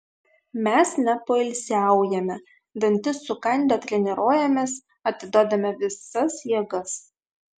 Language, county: Lithuanian, Vilnius